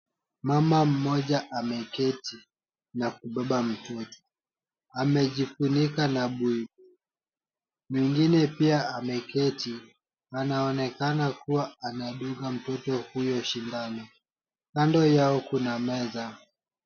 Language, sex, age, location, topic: Swahili, male, 18-24, Kisumu, health